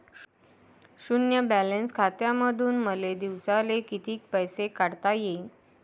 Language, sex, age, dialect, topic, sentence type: Marathi, female, 18-24, Varhadi, banking, question